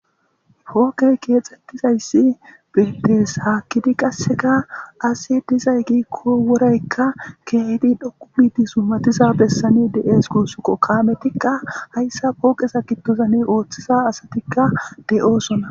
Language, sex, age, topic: Gamo, male, 18-24, government